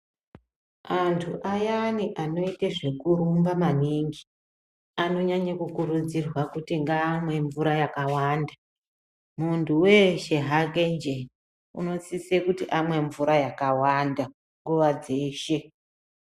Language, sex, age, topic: Ndau, female, 36-49, health